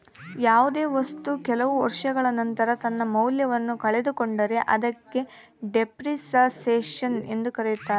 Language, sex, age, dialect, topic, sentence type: Kannada, female, 18-24, Central, banking, statement